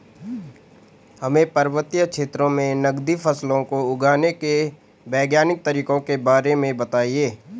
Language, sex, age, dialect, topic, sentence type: Hindi, male, 18-24, Garhwali, agriculture, question